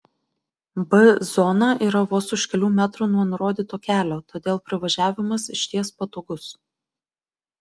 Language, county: Lithuanian, Vilnius